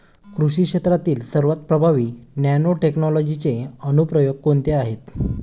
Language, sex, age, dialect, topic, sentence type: Marathi, male, 25-30, Standard Marathi, agriculture, question